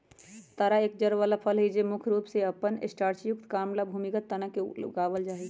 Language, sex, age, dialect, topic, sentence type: Magahi, female, 25-30, Western, agriculture, statement